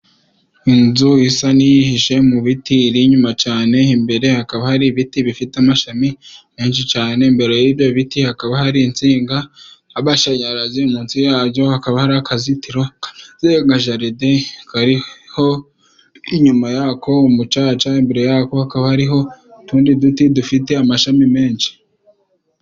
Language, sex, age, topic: Kinyarwanda, male, 25-35, government